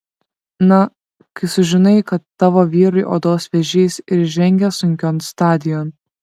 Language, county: Lithuanian, Šiauliai